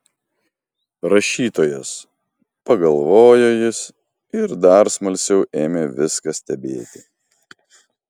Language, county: Lithuanian, Vilnius